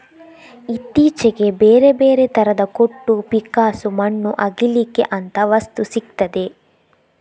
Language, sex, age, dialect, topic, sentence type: Kannada, female, 25-30, Coastal/Dakshin, agriculture, statement